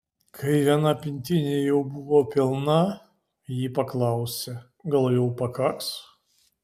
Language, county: Lithuanian, Vilnius